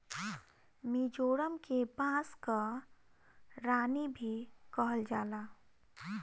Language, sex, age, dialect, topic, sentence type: Bhojpuri, female, 18-24, Northern, agriculture, statement